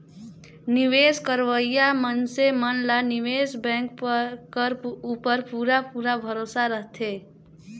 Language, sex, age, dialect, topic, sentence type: Chhattisgarhi, male, 18-24, Northern/Bhandar, banking, statement